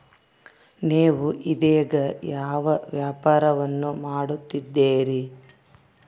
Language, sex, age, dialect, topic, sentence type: Kannada, female, 31-35, Central, agriculture, question